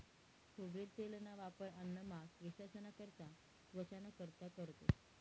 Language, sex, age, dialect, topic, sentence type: Marathi, female, 18-24, Northern Konkan, agriculture, statement